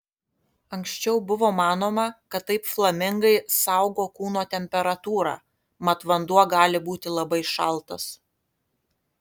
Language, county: Lithuanian, Kaunas